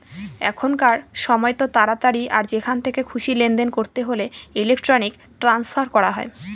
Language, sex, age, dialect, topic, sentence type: Bengali, female, 18-24, Northern/Varendri, banking, statement